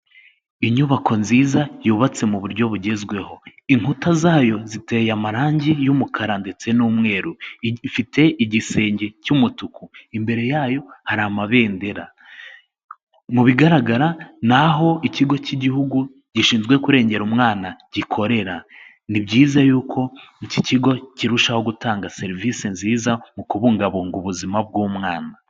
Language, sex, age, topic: Kinyarwanda, male, 18-24, health